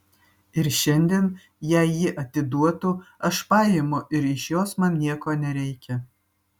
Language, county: Lithuanian, Vilnius